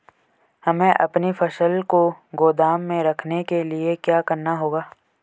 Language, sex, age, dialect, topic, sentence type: Hindi, male, 18-24, Hindustani Malvi Khadi Boli, agriculture, question